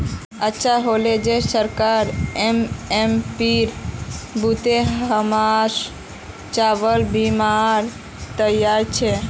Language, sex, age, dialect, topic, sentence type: Magahi, female, 18-24, Northeastern/Surjapuri, agriculture, statement